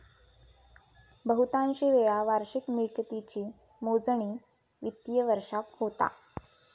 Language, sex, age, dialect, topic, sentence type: Marathi, female, 25-30, Southern Konkan, banking, statement